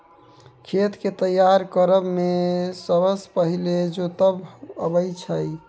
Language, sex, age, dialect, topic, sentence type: Maithili, male, 18-24, Bajjika, agriculture, statement